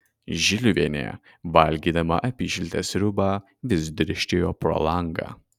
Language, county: Lithuanian, Kaunas